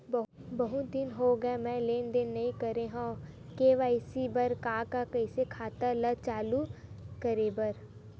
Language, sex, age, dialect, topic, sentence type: Chhattisgarhi, female, 18-24, Western/Budati/Khatahi, banking, question